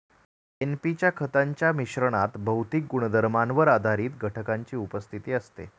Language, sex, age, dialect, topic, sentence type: Marathi, male, 36-40, Standard Marathi, agriculture, statement